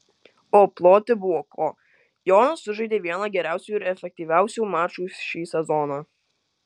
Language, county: Lithuanian, Kaunas